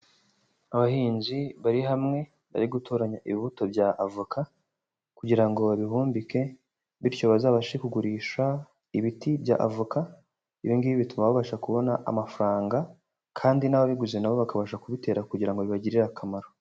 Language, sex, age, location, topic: Kinyarwanda, male, 18-24, Huye, agriculture